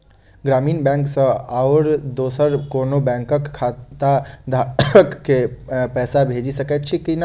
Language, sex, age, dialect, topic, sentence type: Maithili, male, 18-24, Southern/Standard, banking, question